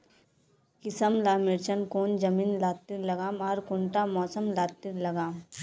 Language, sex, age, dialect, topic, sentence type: Magahi, female, 18-24, Northeastern/Surjapuri, agriculture, question